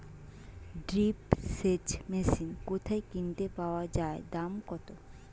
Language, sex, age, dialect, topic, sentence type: Bengali, female, 25-30, Standard Colloquial, agriculture, question